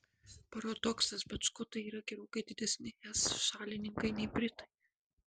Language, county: Lithuanian, Marijampolė